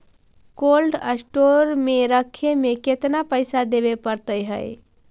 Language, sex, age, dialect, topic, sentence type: Magahi, female, 18-24, Central/Standard, agriculture, question